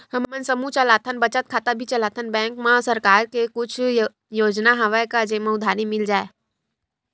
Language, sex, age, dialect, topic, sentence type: Chhattisgarhi, female, 25-30, Western/Budati/Khatahi, banking, question